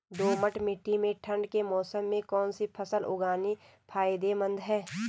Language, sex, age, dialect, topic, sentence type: Hindi, female, 25-30, Garhwali, agriculture, question